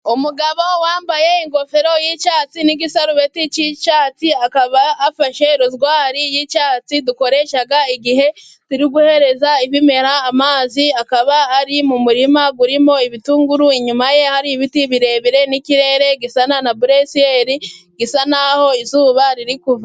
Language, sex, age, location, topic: Kinyarwanda, female, 25-35, Musanze, agriculture